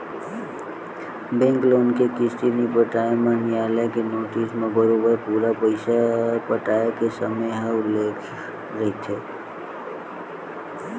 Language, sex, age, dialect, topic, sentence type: Chhattisgarhi, male, 18-24, Western/Budati/Khatahi, banking, statement